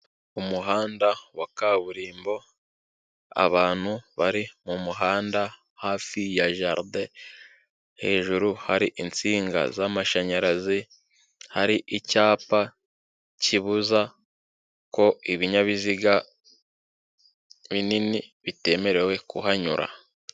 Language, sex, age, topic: Kinyarwanda, male, 18-24, government